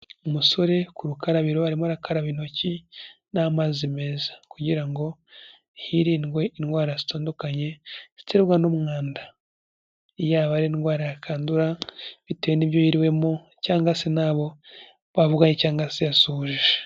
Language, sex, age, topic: Kinyarwanda, male, 18-24, health